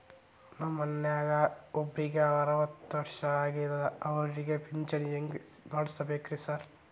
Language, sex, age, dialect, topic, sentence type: Kannada, male, 46-50, Dharwad Kannada, banking, question